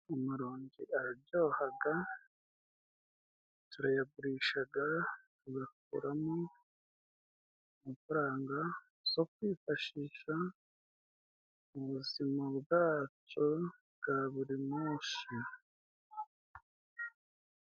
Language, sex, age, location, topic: Kinyarwanda, male, 36-49, Musanze, agriculture